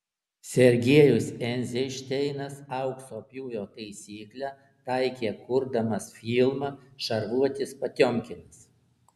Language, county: Lithuanian, Alytus